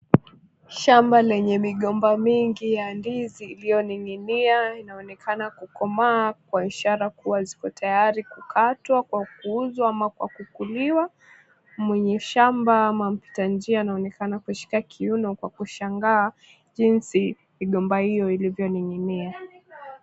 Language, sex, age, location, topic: Swahili, female, 25-35, Mombasa, agriculture